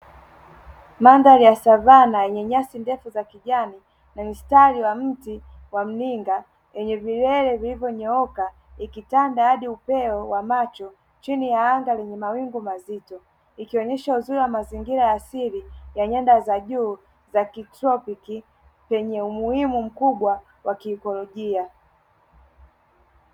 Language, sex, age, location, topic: Swahili, male, 18-24, Dar es Salaam, agriculture